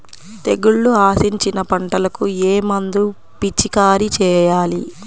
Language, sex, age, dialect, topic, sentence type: Telugu, female, 25-30, Central/Coastal, agriculture, question